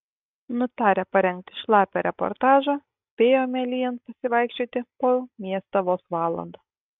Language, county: Lithuanian, Kaunas